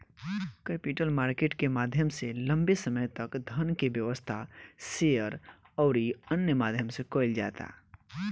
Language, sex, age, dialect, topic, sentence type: Bhojpuri, male, 18-24, Southern / Standard, banking, statement